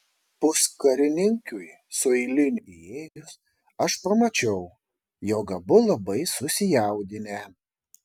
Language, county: Lithuanian, Šiauliai